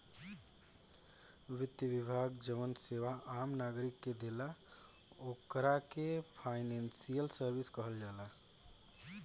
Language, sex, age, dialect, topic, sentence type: Bhojpuri, male, 18-24, Southern / Standard, banking, statement